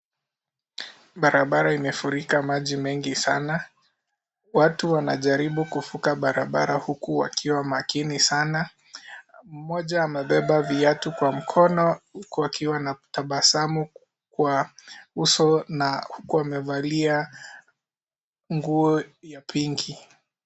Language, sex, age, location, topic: Swahili, male, 18-24, Kisii, health